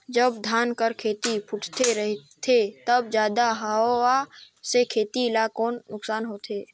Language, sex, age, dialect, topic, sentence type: Chhattisgarhi, male, 25-30, Northern/Bhandar, agriculture, question